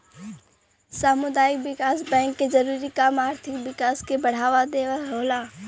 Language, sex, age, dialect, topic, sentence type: Bhojpuri, female, 25-30, Western, banking, statement